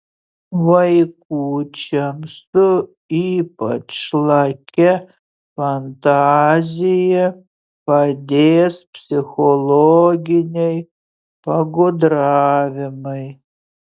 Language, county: Lithuanian, Utena